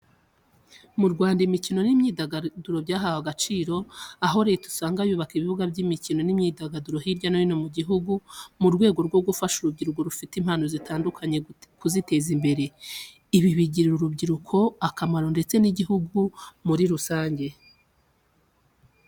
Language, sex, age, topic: Kinyarwanda, female, 25-35, education